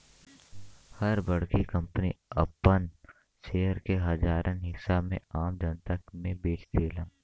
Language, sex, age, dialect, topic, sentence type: Bhojpuri, male, 18-24, Western, banking, statement